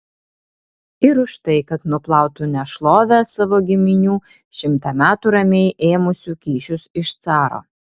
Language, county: Lithuanian, Vilnius